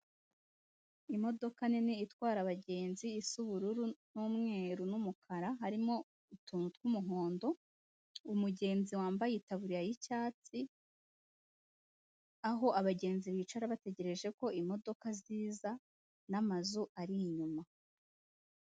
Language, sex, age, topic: Kinyarwanda, female, 18-24, government